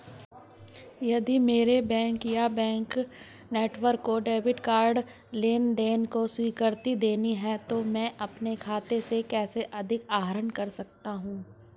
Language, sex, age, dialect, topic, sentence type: Hindi, female, 41-45, Hindustani Malvi Khadi Boli, banking, question